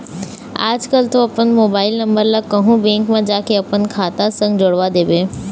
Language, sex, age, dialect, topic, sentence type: Chhattisgarhi, female, 18-24, Eastern, banking, statement